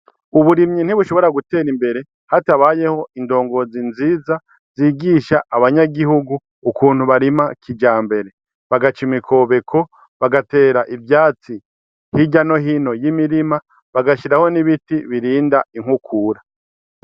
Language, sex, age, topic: Rundi, male, 36-49, agriculture